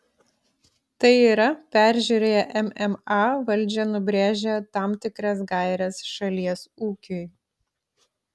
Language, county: Lithuanian, Klaipėda